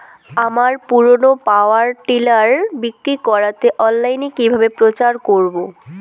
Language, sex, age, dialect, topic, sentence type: Bengali, female, 18-24, Rajbangshi, agriculture, question